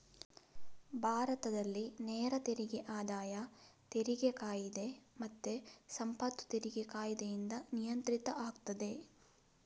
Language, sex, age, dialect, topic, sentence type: Kannada, female, 25-30, Coastal/Dakshin, banking, statement